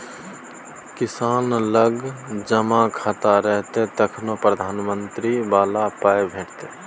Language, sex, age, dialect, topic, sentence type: Maithili, male, 18-24, Bajjika, banking, statement